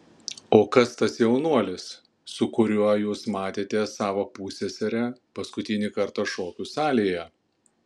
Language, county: Lithuanian, Panevėžys